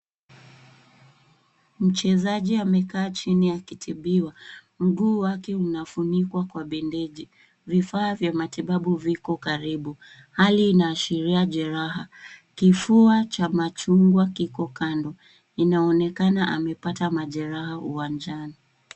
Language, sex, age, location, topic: Swahili, female, 18-24, Nairobi, health